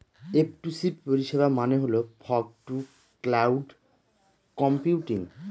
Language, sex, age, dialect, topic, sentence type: Bengali, male, 31-35, Northern/Varendri, agriculture, statement